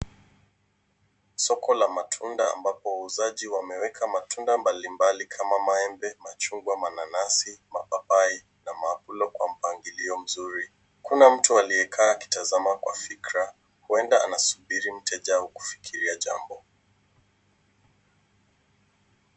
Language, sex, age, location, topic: Swahili, female, 25-35, Nairobi, finance